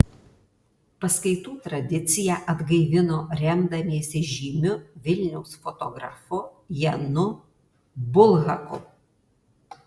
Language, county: Lithuanian, Alytus